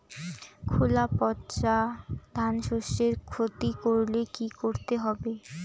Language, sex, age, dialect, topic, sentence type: Bengali, female, 18-24, Rajbangshi, agriculture, question